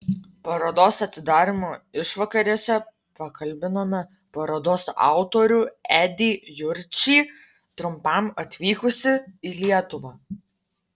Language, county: Lithuanian, Vilnius